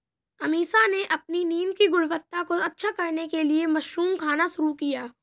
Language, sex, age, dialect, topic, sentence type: Hindi, male, 18-24, Kanauji Braj Bhasha, agriculture, statement